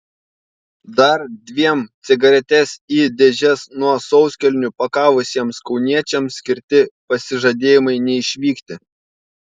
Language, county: Lithuanian, Panevėžys